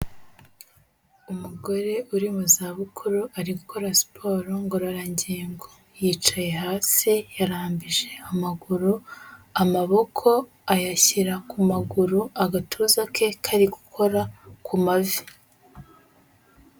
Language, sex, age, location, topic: Kinyarwanda, female, 18-24, Kigali, health